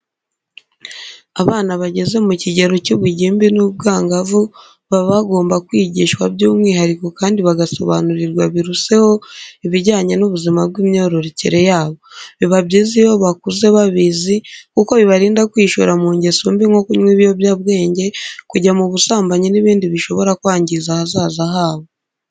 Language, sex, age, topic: Kinyarwanda, female, 25-35, education